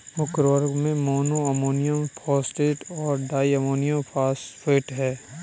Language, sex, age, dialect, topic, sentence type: Hindi, male, 31-35, Kanauji Braj Bhasha, agriculture, statement